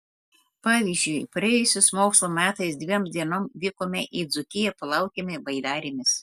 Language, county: Lithuanian, Telšiai